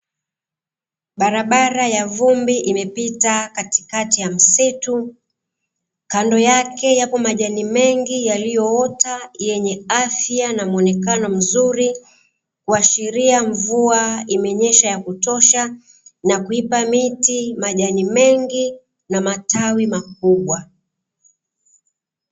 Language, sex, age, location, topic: Swahili, female, 36-49, Dar es Salaam, agriculture